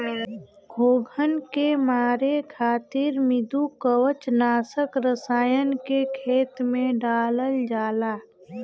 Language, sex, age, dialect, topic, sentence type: Bhojpuri, female, 25-30, Western, agriculture, statement